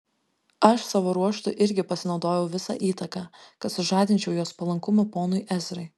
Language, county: Lithuanian, Vilnius